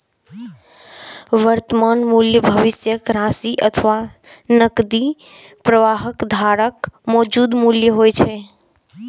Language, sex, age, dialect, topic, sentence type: Maithili, female, 18-24, Eastern / Thethi, banking, statement